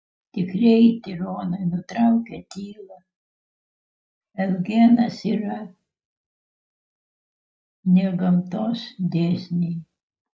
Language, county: Lithuanian, Utena